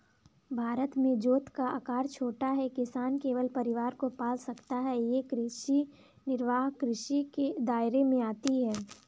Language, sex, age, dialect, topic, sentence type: Hindi, female, 18-24, Kanauji Braj Bhasha, agriculture, statement